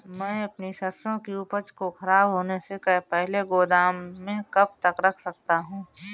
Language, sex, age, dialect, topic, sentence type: Hindi, female, 41-45, Marwari Dhudhari, agriculture, question